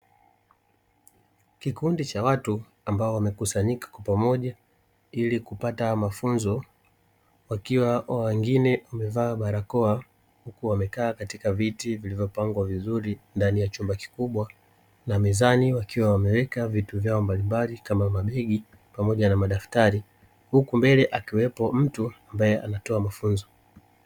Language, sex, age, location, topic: Swahili, male, 36-49, Dar es Salaam, education